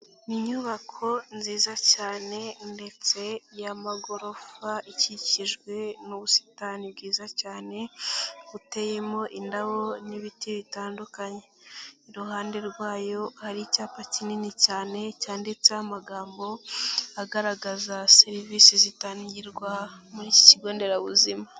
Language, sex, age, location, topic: Kinyarwanda, female, 18-24, Nyagatare, health